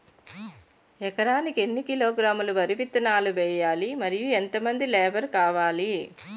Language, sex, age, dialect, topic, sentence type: Telugu, female, 56-60, Utterandhra, agriculture, question